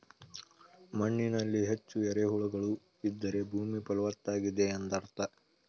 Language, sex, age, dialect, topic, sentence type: Kannada, male, 18-24, Mysore Kannada, agriculture, statement